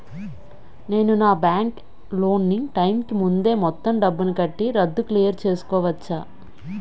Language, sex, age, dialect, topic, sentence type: Telugu, female, 25-30, Utterandhra, banking, question